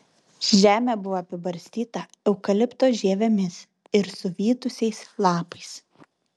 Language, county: Lithuanian, Vilnius